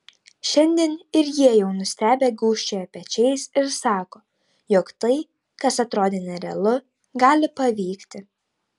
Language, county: Lithuanian, Tauragė